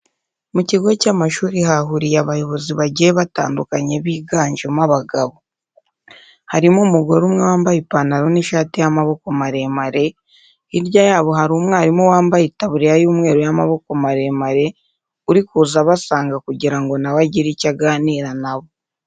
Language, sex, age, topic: Kinyarwanda, female, 18-24, education